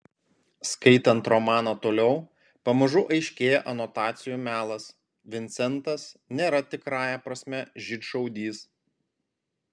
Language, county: Lithuanian, Panevėžys